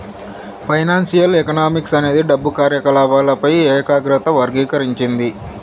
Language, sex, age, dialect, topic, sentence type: Telugu, male, 25-30, Southern, banking, statement